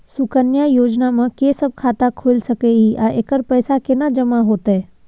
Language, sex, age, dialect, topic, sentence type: Maithili, female, 18-24, Bajjika, banking, question